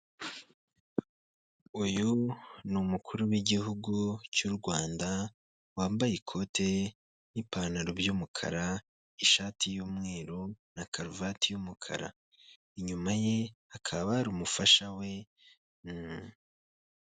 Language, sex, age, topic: Kinyarwanda, male, 25-35, government